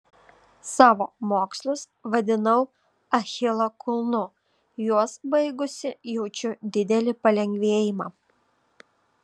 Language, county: Lithuanian, Vilnius